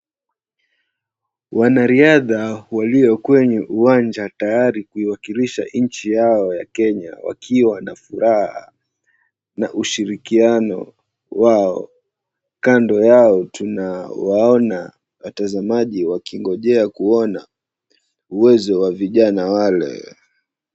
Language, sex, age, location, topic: Swahili, male, 25-35, Mombasa, government